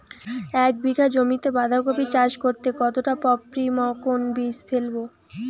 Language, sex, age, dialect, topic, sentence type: Bengali, female, 18-24, Rajbangshi, agriculture, question